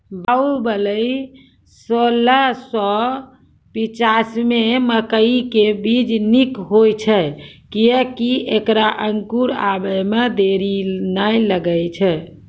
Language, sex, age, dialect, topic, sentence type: Maithili, female, 41-45, Angika, agriculture, question